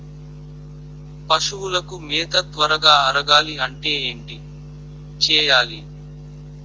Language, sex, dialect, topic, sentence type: Telugu, male, Utterandhra, agriculture, question